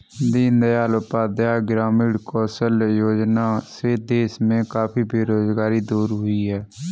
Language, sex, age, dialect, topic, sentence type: Hindi, male, 36-40, Kanauji Braj Bhasha, banking, statement